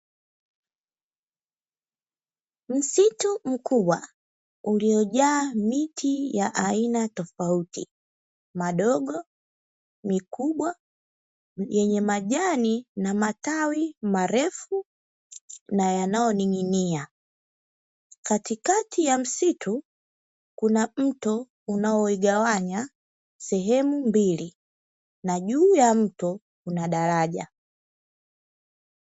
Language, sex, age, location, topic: Swahili, female, 18-24, Dar es Salaam, agriculture